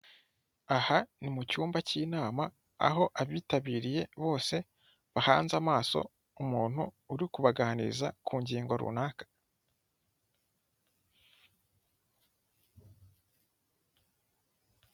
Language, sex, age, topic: Kinyarwanda, male, 18-24, government